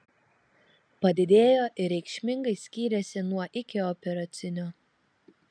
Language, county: Lithuanian, Kaunas